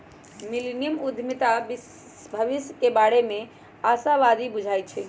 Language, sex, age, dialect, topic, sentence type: Magahi, female, 25-30, Western, banking, statement